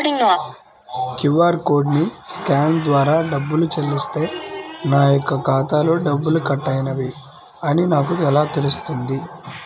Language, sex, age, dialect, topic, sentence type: Telugu, male, 25-30, Central/Coastal, banking, question